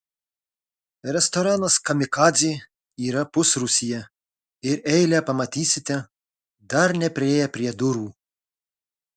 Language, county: Lithuanian, Marijampolė